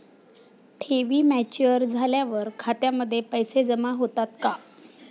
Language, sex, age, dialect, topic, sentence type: Marathi, female, 31-35, Standard Marathi, banking, question